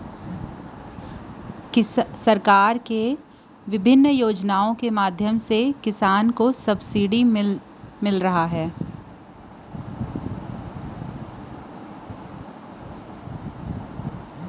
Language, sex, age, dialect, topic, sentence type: Chhattisgarhi, female, 25-30, Western/Budati/Khatahi, agriculture, statement